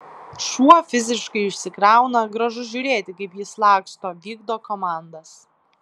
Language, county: Lithuanian, Klaipėda